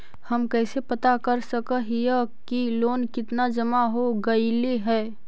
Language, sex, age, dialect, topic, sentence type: Magahi, female, 36-40, Central/Standard, banking, question